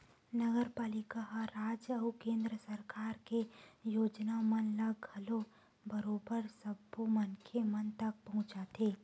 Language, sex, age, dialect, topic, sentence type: Chhattisgarhi, female, 18-24, Western/Budati/Khatahi, banking, statement